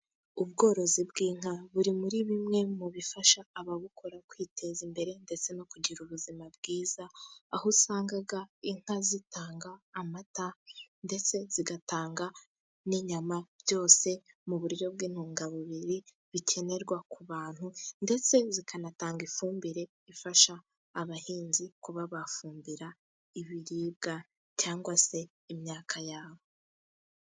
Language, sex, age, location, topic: Kinyarwanda, female, 18-24, Musanze, agriculture